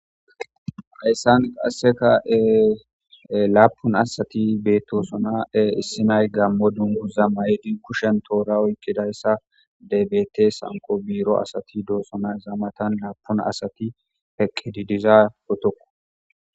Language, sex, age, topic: Gamo, female, 18-24, government